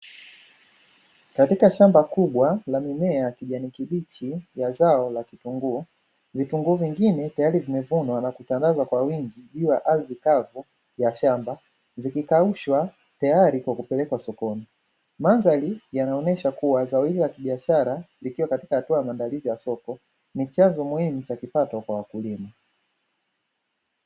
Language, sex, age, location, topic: Swahili, male, 25-35, Dar es Salaam, agriculture